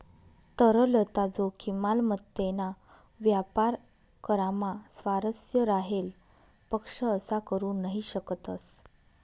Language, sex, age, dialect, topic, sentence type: Marathi, female, 31-35, Northern Konkan, banking, statement